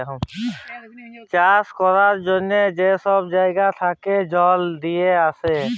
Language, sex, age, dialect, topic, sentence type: Bengali, male, 18-24, Jharkhandi, agriculture, statement